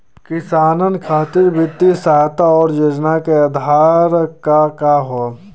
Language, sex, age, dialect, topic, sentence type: Bhojpuri, male, 25-30, Western, agriculture, question